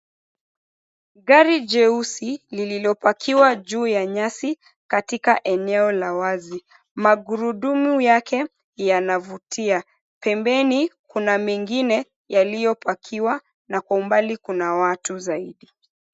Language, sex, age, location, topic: Swahili, female, 25-35, Mombasa, finance